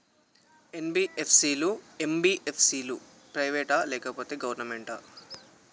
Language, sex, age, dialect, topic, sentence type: Telugu, male, 18-24, Telangana, banking, question